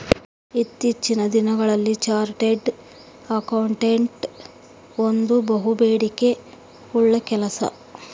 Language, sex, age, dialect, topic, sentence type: Kannada, male, 41-45, Central, banking, statement